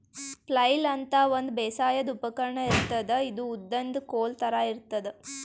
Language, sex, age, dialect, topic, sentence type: Kannada, female, 18-24, Northeastern, agriculture, statement